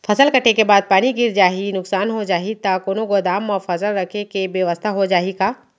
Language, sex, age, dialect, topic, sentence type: Chhattisgarhi, female, 25-30, Central, agriculture, question